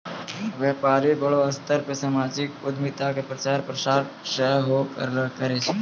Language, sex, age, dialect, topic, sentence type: Maithili, male, 25-30, Angika, banking, statement